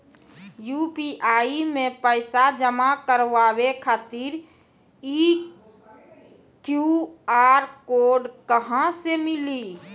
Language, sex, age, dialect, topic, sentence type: Maithili, female, 36-40, Angika, banking, question